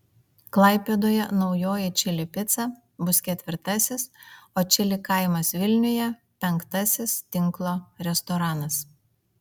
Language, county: Lithuanian, Vilnius